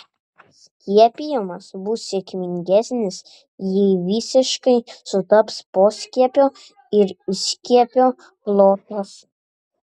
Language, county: Lithuanian, Panevėžys